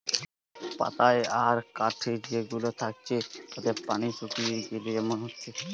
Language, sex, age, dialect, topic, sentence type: Bengali, male, 18-24, Western, agriculture, statement